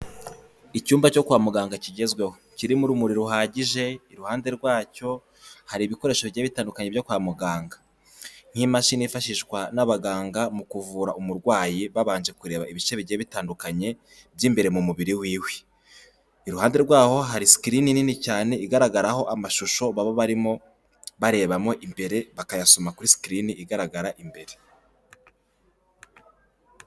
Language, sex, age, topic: Kinyarwanda, male, 18-24, health